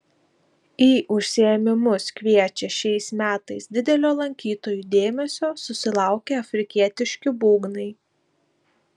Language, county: Lithuanian, Šiauliai